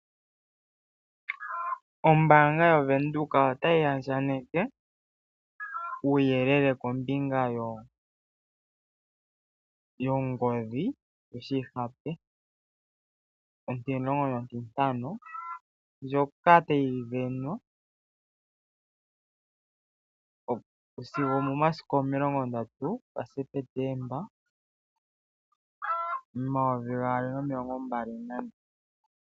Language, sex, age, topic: Oshiwambo, male, 25-35, finance